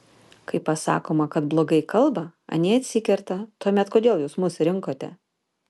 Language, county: Lithuanian, Panevėžys